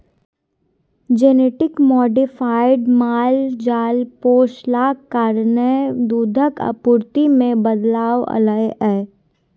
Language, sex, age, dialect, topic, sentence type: Maithili, female, 18-24, Bajjika, agriculture, statement